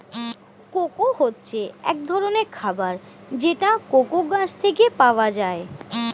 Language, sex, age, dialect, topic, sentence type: Bengali, female, 25-30, Standard Colloquial, agriculture, statement